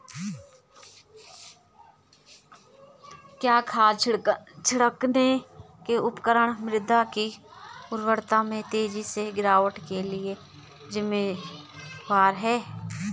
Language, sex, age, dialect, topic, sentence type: Hindi, female, 36-40, Garhwali, agriculture, statement